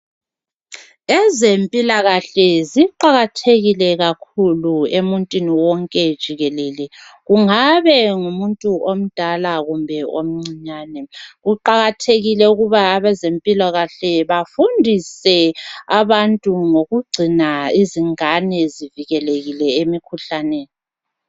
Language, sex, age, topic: North Ndebele, female, 36-49, health